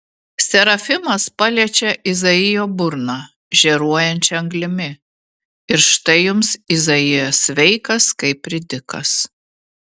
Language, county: Lithuanian, Vilnius